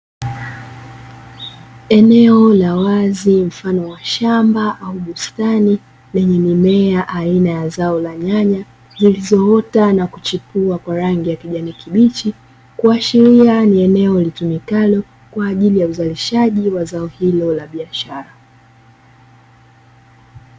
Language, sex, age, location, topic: Swahili, female, 18-24, Dar es Salaam, agriculture